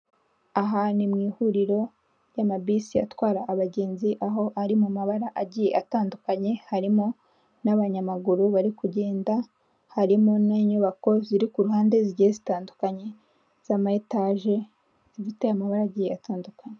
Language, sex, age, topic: Kinyarwanda, female, 18-24, government